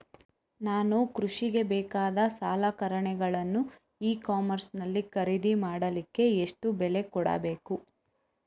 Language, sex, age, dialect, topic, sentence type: Kannada, female, 18-24, Coastal/Dakshin, agriculture, question